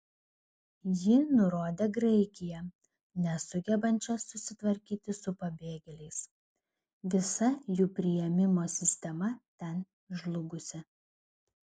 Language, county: Lithuanian, Klaipėda